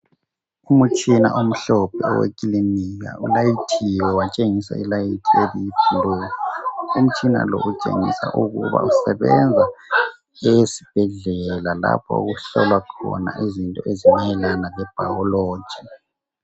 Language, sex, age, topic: North Ndebele, male, 18-24, health